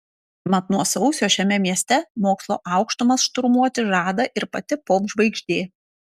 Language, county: Lithuanian, Panevėžys